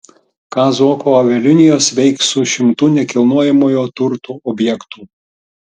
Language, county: Lithuanian, Tauragė